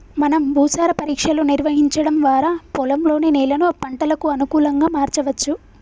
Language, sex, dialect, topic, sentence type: Telugu, female, Telangana, agriculture, statement